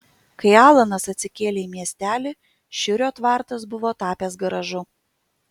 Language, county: Lithuanian, Kaunas